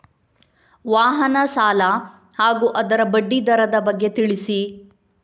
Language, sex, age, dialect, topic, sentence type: Kannada, female, 18-24, Coastal/Dakshin, banking, question